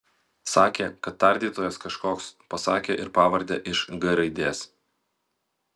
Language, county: Lithuanian, Vilnius